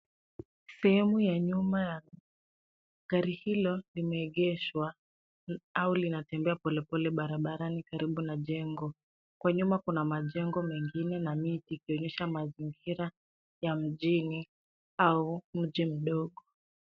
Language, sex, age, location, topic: Swahili, female, 18-24, Nairobi, finance